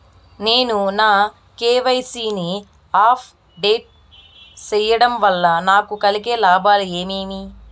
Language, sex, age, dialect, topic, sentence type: Telugu, female, 18-24, Southern, banking, question